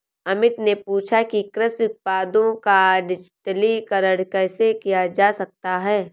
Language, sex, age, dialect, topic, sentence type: Hindi, female, 18-24, Awadhi Bundeli, agriculture, statement